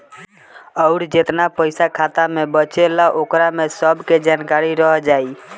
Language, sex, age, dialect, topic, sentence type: Bhojpuri, female, 51-55, Southern / Standard, banking, statement